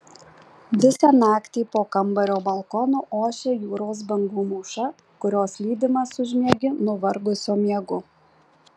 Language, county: Lithuanian, Marijampolė